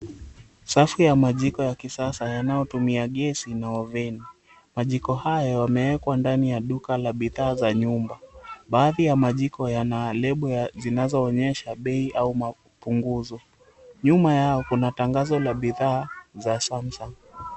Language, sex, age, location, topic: Swahili, male, 25-35, Mombasa, government